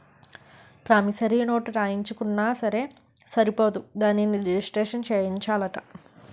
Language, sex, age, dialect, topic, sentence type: Telugu, female, 51-55, Utterandhra, banking, statement